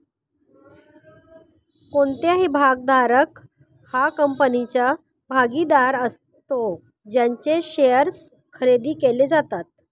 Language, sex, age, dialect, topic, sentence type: Marathi, female, 51-55, Northern Konkan, banking, statement